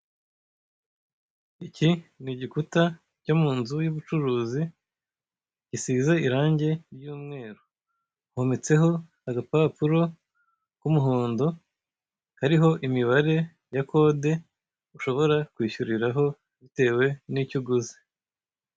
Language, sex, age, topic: Kinyarwanda, male, 25-35, finance